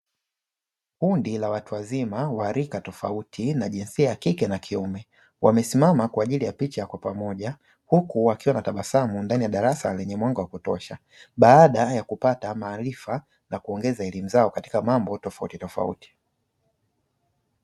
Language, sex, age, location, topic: Swahili, male, 25-35, Dar es Salaam, education